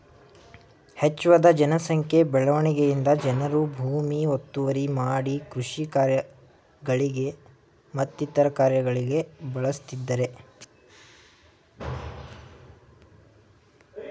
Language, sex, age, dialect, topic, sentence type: Kannada, male, 18-24, Mysore Kannada, agriculture, statement